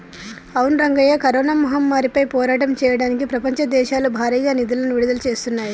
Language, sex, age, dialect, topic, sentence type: Telugu, female, 46-50, Telangana, banking, statement